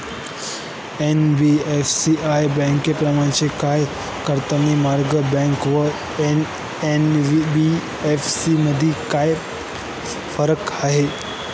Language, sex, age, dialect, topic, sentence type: Marathi, male, 18-24, Standard Marathi, banking, question